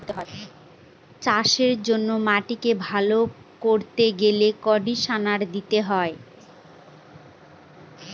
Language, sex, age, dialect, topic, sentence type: Bengali, female, 18-24, Northern/Varendri, agriculture, statement